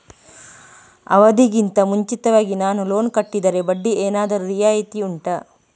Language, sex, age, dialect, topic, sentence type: Kannada, female, 18-24, Coastal/Dakshin, banking, question